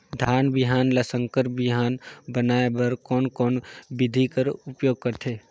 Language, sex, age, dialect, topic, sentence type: Chhattisgarhi, male, 18-24, Northern/Bhandar, agriculture, question